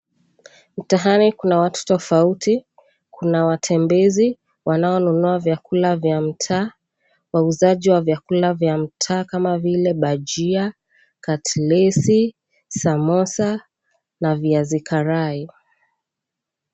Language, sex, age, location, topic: Swahili, female, 25-35, Mombasa, agriculture